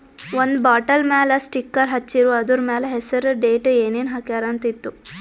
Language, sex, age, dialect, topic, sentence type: Kannada, female, 18-24, Northeastern, banking, statement